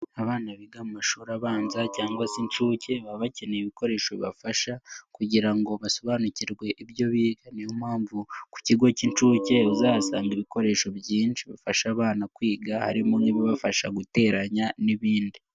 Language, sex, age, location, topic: Kinyarwanda, male, 18-24, Nyagatare, education